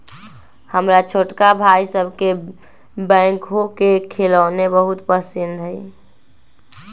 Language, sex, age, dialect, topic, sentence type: Magahi, female, 18-24, Western, agriculture, statement